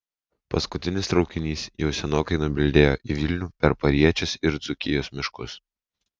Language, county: Lithuanian, Vilnius